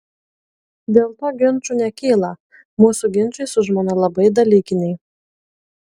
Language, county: Lithuanian, Kaunas